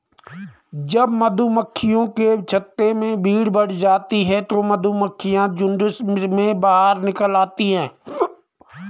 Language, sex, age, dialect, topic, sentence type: Hindi, male, 41-45, Garhwali, agriculture, statement